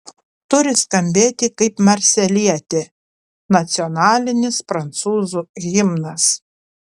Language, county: Lithuanian, Panevėžys